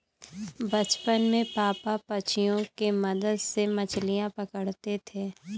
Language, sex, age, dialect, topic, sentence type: Hindi, female, 18-24, Awadhi Bundeli, agriculture, statement